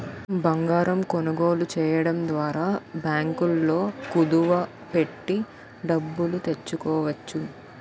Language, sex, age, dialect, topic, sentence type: Telugu, female, 18-24, Utterandhra, banking, statement